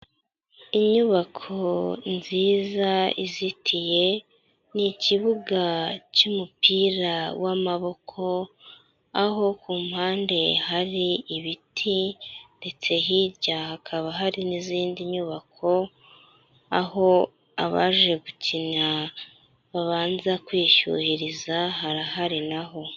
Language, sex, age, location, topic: Kinyarwanda, female, 25-35, Huye, education